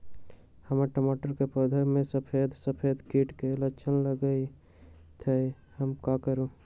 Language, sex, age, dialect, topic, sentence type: Magahi, male, 18-24, Western, agriculture, question